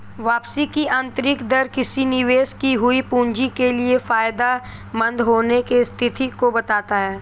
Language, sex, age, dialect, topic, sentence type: Hindi, male, 18-24, Kanauji Braj Bhasha, banking, statement